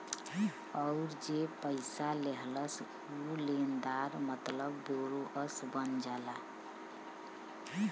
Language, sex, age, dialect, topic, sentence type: Bhojpuri, female, 31-35, Western, banking, statement